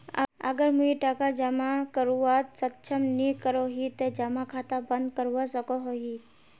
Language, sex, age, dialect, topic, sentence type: Magahi, female, 46-50, Northeastern/Surjapuri, banking, question